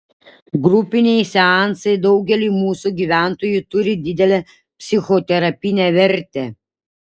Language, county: Lithuanian, Šiauliai